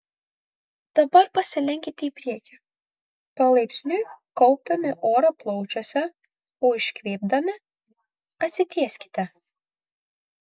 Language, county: Lithuanian, Kaunas